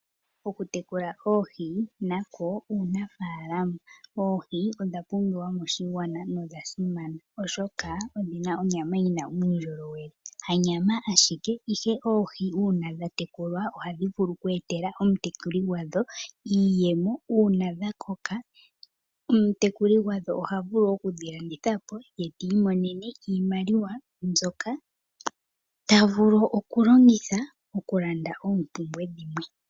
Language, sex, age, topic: Oshiwambo, female, 25-35, agriculture